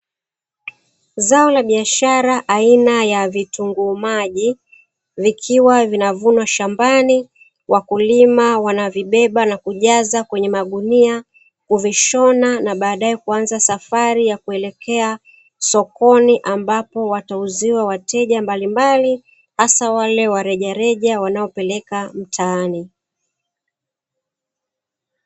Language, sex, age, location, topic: Swahili, female, 36-49, Dar es Salaam, agriculture